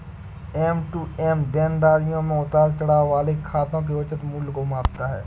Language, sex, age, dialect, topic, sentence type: Hindi, male, 56-60, Awadhi Bundeli, banking, statement